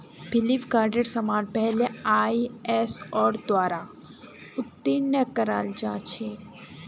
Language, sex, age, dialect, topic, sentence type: Magahi, female, 18-24, Northeastern/Surjapuri, banking, statement